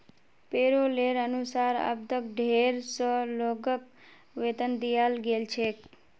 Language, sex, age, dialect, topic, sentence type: Magahi, female, 25-30, Northeastern/Surjapuri, banking, statement